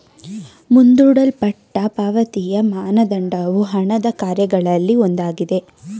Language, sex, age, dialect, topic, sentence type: Kannada, female, 18-24, Mysore Kannada, banking, statement